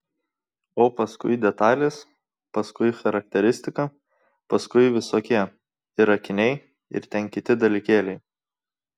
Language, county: Lithuanian, Tauragė